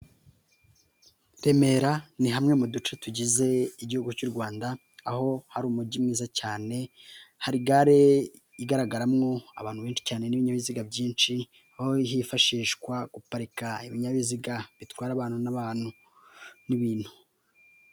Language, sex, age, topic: Kinyarwanda, male, 18-24, government